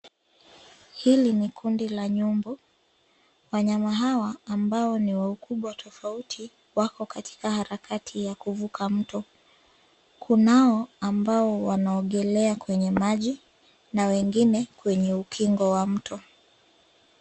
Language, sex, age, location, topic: Swahili, female, 25-35, Nairobi, government